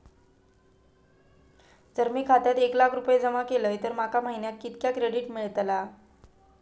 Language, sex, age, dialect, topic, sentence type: Marathi, female, 18-24, Southern Konkan, banking, question